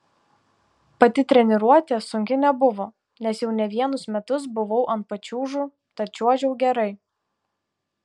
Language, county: Lithuanian, Tauragė